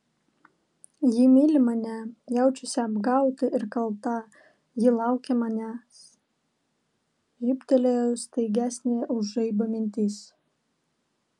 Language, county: Lithuanian, Vilnius